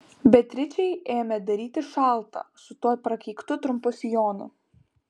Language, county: Lithuanian, Vilnius